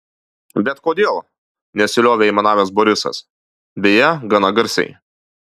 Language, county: Lithuanian, Alytus